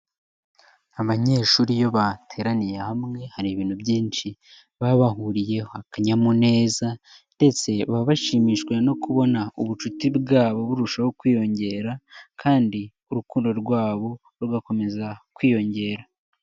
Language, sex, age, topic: Kinyarwanda, male, 18-24, education